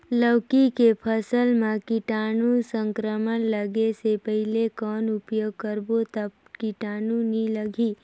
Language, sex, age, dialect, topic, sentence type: Chhattisgarhi, female, 56-60, Northern/Bhandar, agriculture, question